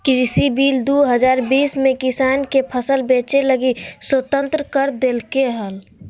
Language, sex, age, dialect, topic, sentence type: Magahi, female, 18-24, Southern, agriculture, statement